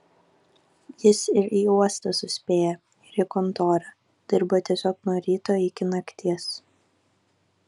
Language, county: Lithuanian, Kaunas